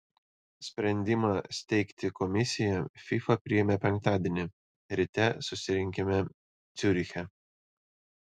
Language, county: Lithuanian, Panevėžys